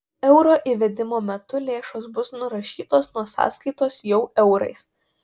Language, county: Lithuanian, Panevėžys